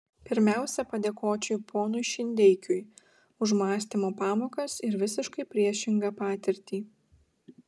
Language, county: Lithuanian, Klaipėda